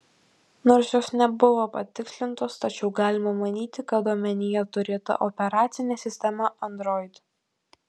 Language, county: Lithuanian, Kaunas